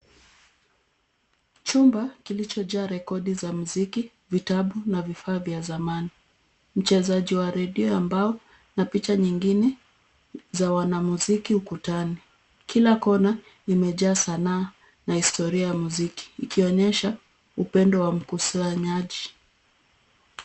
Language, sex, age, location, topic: Swahili, female, 25-35, Nairobi, finance